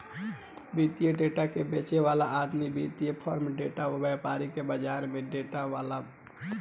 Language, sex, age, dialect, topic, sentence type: Bhojpuri, male, 18-24, Southern / Standard, banking, statement